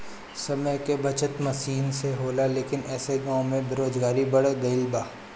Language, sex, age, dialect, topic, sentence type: Bhojpuri, male, 18-24, Northern, agriculture, statement